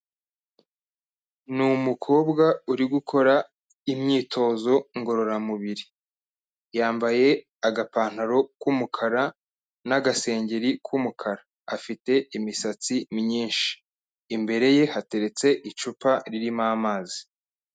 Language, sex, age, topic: Kinyarwanda, male, 25-35, health